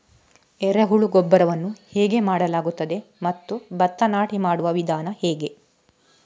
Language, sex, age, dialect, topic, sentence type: Kannada, female, 31-35, Coastal/Dakshin, agriculture, question